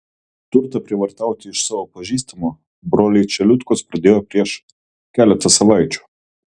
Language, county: Lithuanian, Kaunas